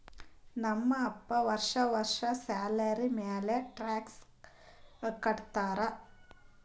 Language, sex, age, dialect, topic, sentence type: Kannada, female, 31-35, Northeastern, banking, statement